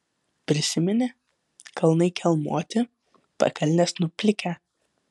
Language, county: Lithuanian, Vilnius